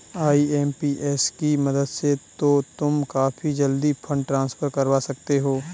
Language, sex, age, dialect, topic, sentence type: Hindi, male, 25-30, Kanauji Braj Bhasha, banking, statement